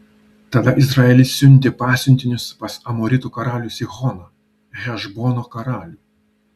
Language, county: Lithuanian, Vilnius